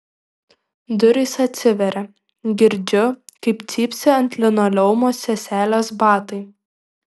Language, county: Lithuanian, Šiauliai